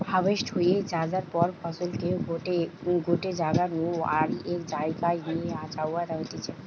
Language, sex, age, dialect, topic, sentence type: Bengali, female, 18-24, Western, agriculture, statement